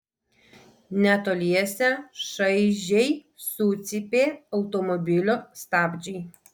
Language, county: Lithuanian, Vilnius